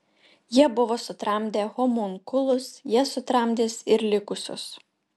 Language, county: Lithuanian, Utena